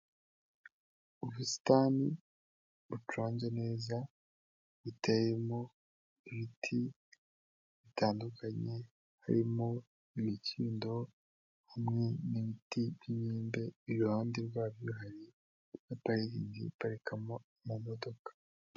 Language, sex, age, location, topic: Kinyarwanda, female, 18-24, Kigali, health